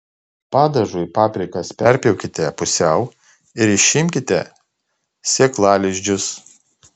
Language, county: Lithuanian, Tauragė